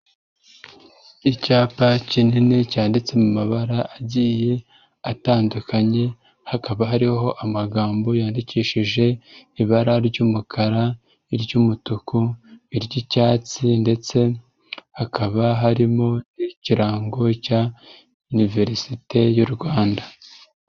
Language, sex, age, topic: Kinyarwanda, female, 36-49, education